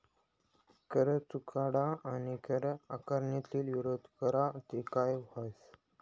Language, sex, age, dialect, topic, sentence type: Marathi, male, 18-24, Northern Konkan, banking, statement